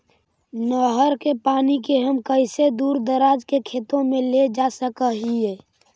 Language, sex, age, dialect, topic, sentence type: Magahi, male, 51-55, Central/Standard, agriculture, question